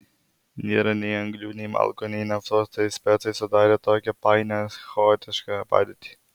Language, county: Lithuanian, Alytus